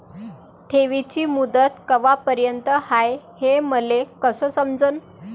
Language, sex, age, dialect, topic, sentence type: Marathi, female, 25-30, Varhadi, banking, question